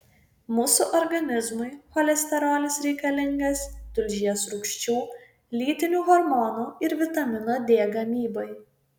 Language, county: Lithuanian, Vilnius